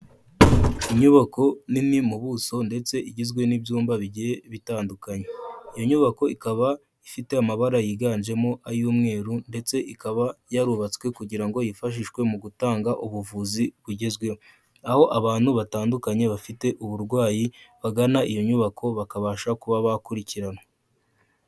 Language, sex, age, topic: Kinyarwanda, male, 18-24, health